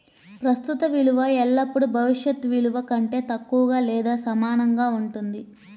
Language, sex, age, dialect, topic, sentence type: Telugu, female, 31-35, Central/Coastal, banking, statement